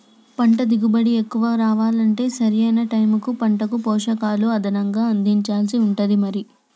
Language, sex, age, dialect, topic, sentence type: Telugu, female, 18-24, Telangana, agriculture, statement